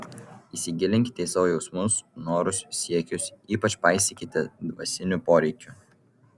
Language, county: Lithuanian, Vilnius